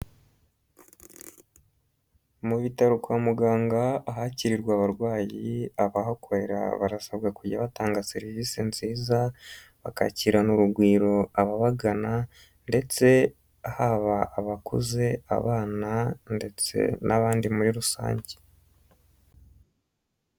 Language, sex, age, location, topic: Kinyarwanda, male, 25-35, Nyagatare, health